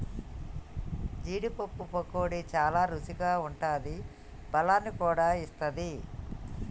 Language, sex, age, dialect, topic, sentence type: Telugu, female, 31-35, Telangana, agriculture, statement